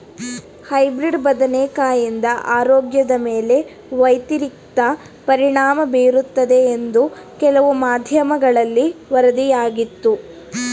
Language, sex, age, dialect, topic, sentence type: Kannada, female, 18-24, Mysore Kannada, agriculture, statement